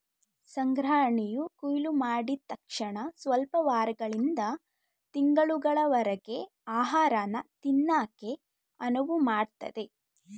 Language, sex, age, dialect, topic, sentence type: Kannada, female, 18-24, Mysore Kannada, agriculture, statement